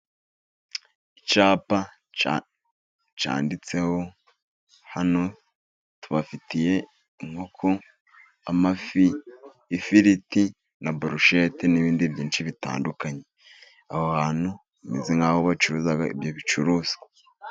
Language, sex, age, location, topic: Kinyarwanda, male, 36-49, Musanze, finance